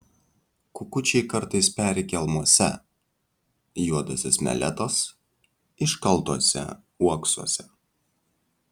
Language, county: Lithuanian, Vilnius